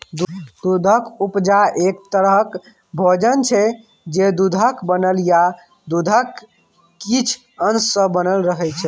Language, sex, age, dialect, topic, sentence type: Maithili, male, 25-30, Bajjika, agriculture, statement